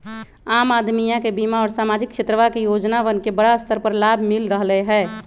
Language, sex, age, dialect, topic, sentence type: Magahi, female, 25-30, Western, banking, statement